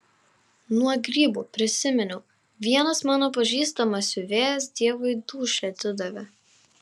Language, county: Lithuanian, Vilnius